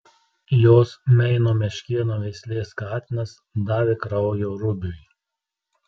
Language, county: Lithuanian, Telšiai